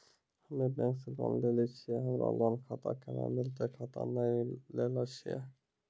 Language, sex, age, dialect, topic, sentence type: Maithili, male, 46-50, Angika, banking, question